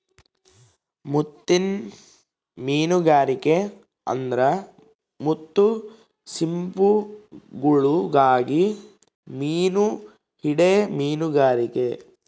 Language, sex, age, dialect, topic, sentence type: Kannada, male, 60-100, Central, agriculture, statement